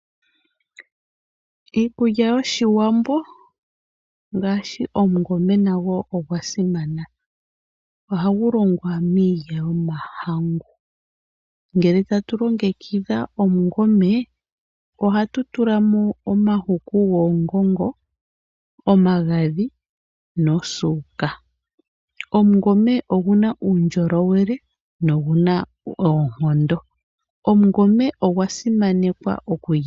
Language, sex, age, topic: Oshiwambo, female, 25-35, agriculture